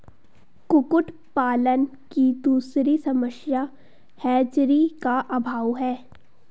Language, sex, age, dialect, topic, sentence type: Hindi, female, 18-24, Garhwali, agriculture, statement